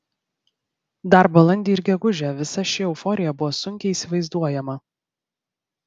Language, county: Lithuanian, Vilnius